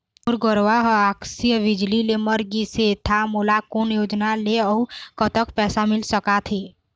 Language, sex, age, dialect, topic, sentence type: Chhattisgarhi, female, 18-24, Eastern, banking, question